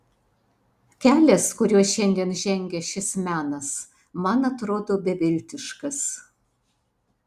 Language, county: Lithuanian, Alytus